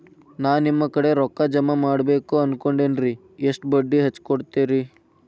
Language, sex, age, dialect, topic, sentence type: Kannada, male, 18-24, Dharwad Kannada, banking, question